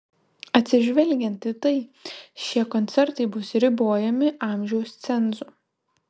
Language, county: Lithuanian, Šiauliai